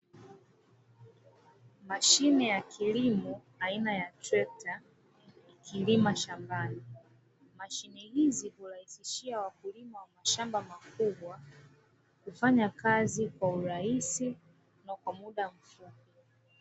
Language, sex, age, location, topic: Swahili, female, 25-35, Dar es Salaam, agriculture